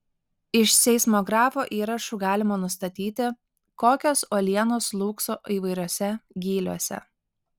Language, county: Lithuanian, Alytus